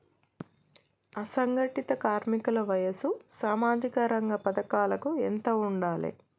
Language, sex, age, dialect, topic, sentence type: Telugu, female, 25-30, Telangana, banking, question